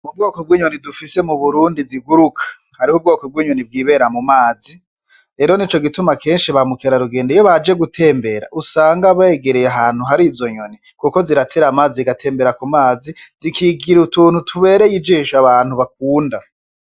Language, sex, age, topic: Rundi, male, 25-35, agriculture